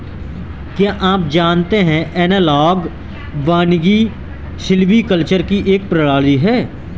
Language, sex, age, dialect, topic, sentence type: Hindi, male, 18-24, Marwari Dhudhari, agriculture, statement